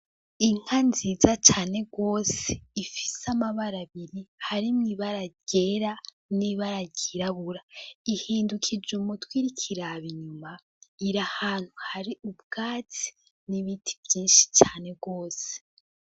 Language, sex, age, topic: Rundi, female, 18-24, agriculture